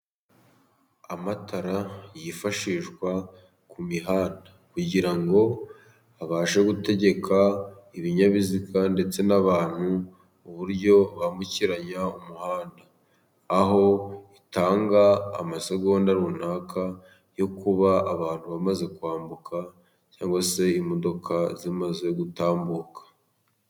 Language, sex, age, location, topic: Kinyarwanda, male, 18-24, Musanze, government